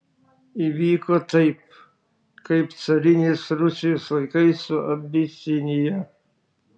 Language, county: Lithuanian, Šiauliai